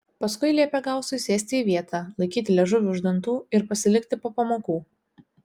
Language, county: Lithuanian, Telšiai